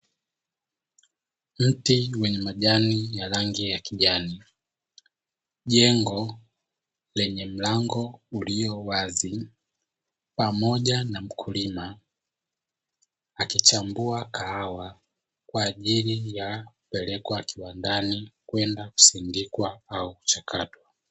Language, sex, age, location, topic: Swahili, male, 25-35, Dar es Salaam, agriculture